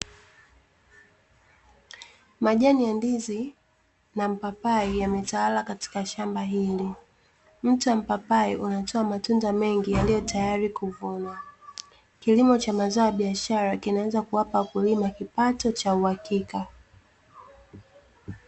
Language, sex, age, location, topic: Swahili, female, 25-35, Dar es Salaam, agriculture